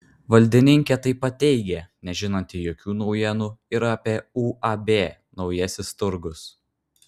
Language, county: Lithuanian, Vilnius